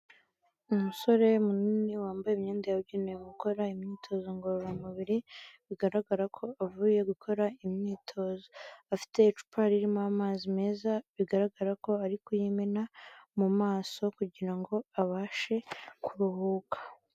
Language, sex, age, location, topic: Kinyarwanda, female, 36-49, Kigali, health